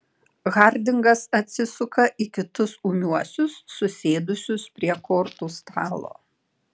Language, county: Lithuanian, Panevėžys